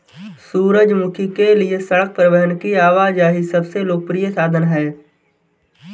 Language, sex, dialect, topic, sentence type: Hindi, male, Awadhi Bundeli, agriculture, statement